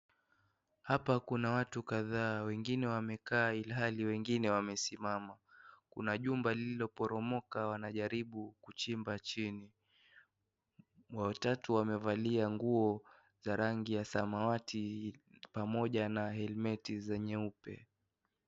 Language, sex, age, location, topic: Swahili, male, 18-24, Kisii, health